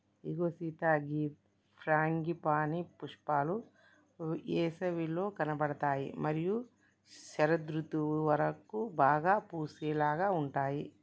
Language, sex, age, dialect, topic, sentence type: Telugu, male, 36-40, Telangana, agriculture, statement